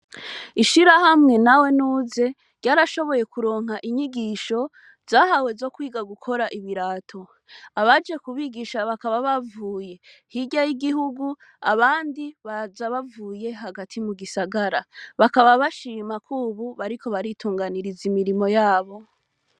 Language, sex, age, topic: Rundi, female, 25-35, education